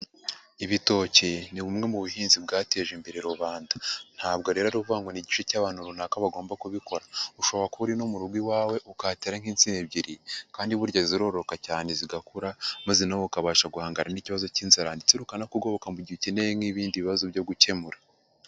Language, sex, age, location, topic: Kinyarwanda, male, 25-35, Huye, agriculture